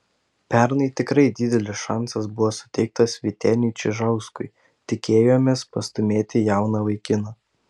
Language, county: Lithuanian, Panevėžys